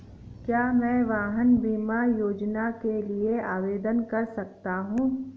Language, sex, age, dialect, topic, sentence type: Hindi, female, 31-35, Awadhi Bundeli, banking, question